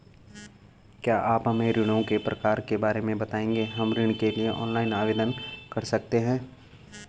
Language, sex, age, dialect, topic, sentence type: Hindi, male, 18-24, Garhwali, banking, question